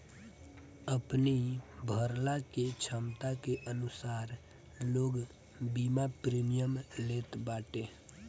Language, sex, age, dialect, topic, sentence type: Bhojpuri, male, 18-24, Northern, banking, statement